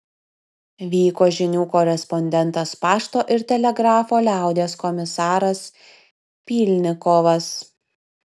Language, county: Lithuanian, Vilnius